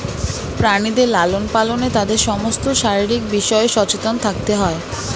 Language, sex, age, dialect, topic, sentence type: Bengali, female, 18-24, Standard Colloquial, agriculture, statement